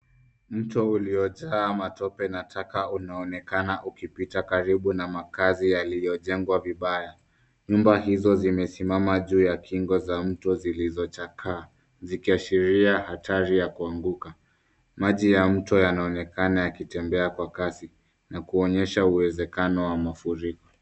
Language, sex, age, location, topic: Swahili, male, 18-24, Nairobi, government